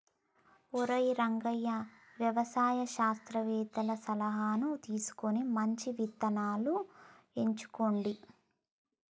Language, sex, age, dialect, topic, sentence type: Telugu, female, 18-24, Telangana, agriculture, statement